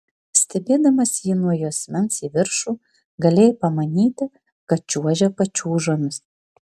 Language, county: Lithuanian, Vilnius